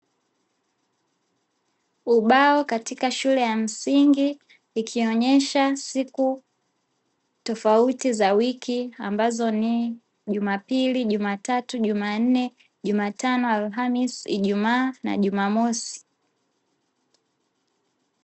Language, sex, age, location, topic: Swahili, female, 18-24, Dar es Salaam, education